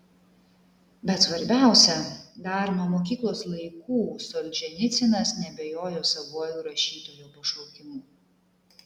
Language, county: Lithuanian, Klaipėda